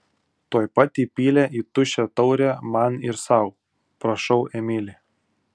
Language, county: Lithuanian, Utena